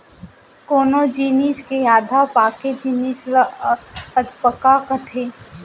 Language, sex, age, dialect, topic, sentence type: Chhattisgarhi, female, 18-24, Central, agriculture, statement